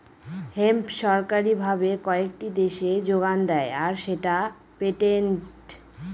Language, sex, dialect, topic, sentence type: Bengali, female, Northern/Varendri, agriculture, statement